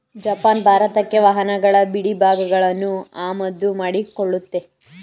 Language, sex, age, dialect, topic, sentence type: Kannada, female, 18-24, Mysore Kannada, banking, statement